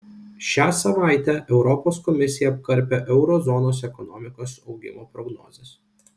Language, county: Lithuanian, Kaunas